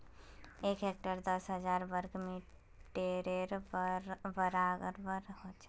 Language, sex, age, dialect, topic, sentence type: Magahi, female, 18-24, Northeastern/Surjapuri, agriculture, statement